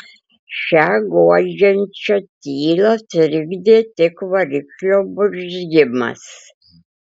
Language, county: Lithuanian, Klaipėda